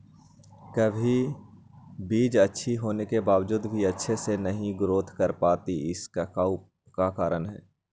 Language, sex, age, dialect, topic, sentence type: Magahi, male, 41-45, Western, agriculture, question